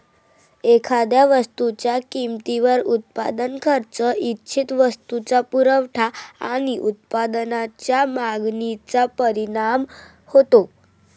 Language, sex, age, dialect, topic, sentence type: Marathi, female, 25-30, Varhadi, banking, statement